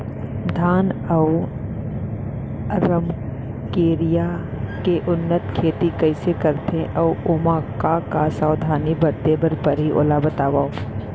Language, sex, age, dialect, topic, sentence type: Chhattisgarhi, female, 25-30, Central, agriculture, question